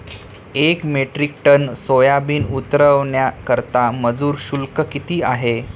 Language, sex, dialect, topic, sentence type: Marathi, male, Standard Marathi, agriculture, question